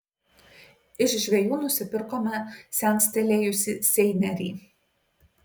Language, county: Lithuanian, Kaunas